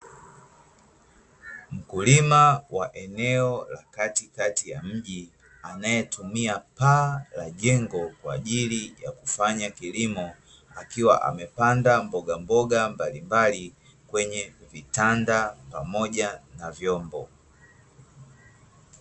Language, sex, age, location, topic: Swahili, male, 25-35, Dar es Salaam, agriculture